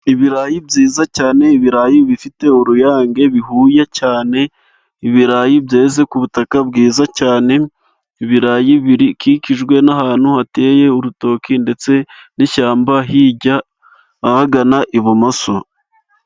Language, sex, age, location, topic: Kinyarwanda, male, 25-35, Musanze, agriculture